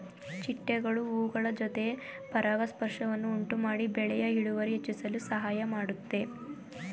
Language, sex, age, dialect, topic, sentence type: Kannada, female, 18-24, Mysore Kannada, agriculture, statement